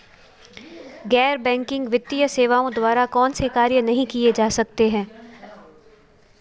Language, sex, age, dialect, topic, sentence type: Hindi, female, 25-30, Marwari Dhudhari, banking, question